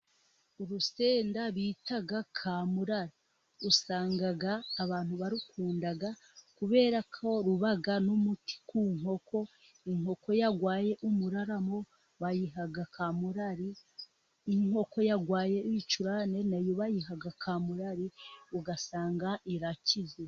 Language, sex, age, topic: Kinyarwanda, female, 25-35, agriculture